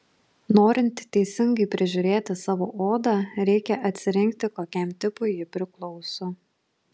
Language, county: Lithuanian, Panevėžys